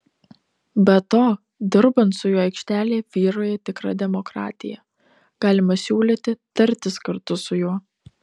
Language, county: Lithuanian, Telšiai